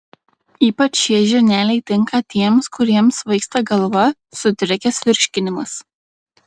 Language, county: Lithuanian, Klaipėda